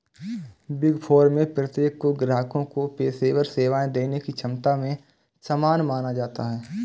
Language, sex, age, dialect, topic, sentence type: Hindi, male, 25-30, Awadhi Bundeli, banking, statement